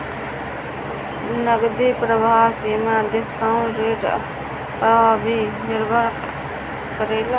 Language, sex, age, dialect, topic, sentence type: Bhojpuri, female, 25-30, Northern, banking, statement